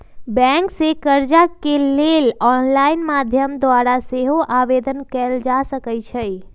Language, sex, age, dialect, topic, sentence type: Magahi, female, 25-30, Western, banking, statement